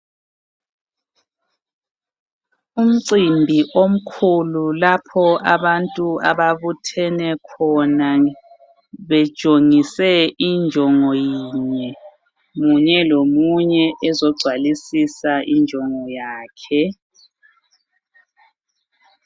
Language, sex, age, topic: North Ndebele, female, 36-49, health